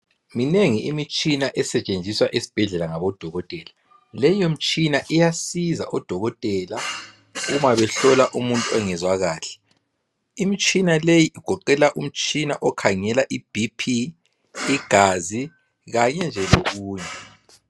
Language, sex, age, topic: North Ndebele, female, 36-49, health